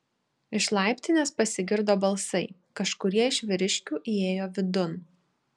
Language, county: Lithuanian, Šiauliai